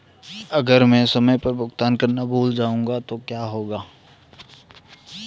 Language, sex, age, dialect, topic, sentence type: Hindi, male, 18-24, Marwari Dhudhari, banking, question